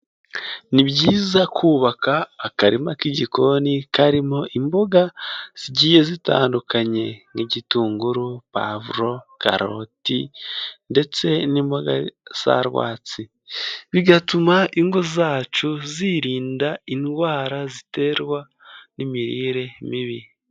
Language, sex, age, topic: Kinyarwanda, male, 18-24, health